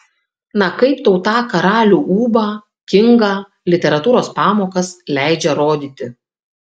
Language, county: Lithuanian, Kaunas